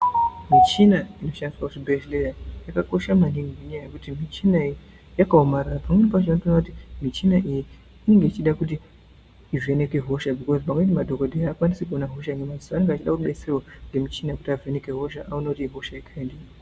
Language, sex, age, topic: Ndau, female, 18-24, health